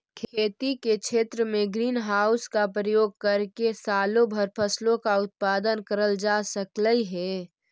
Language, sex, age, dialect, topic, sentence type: Magahi, female, 18-24, Central/Standard, agriculture, statement